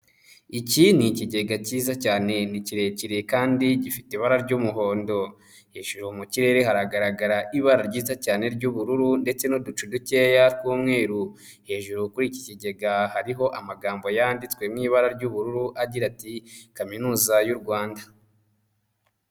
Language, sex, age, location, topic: Kinyarwanda, male, 25-35, Kigali, education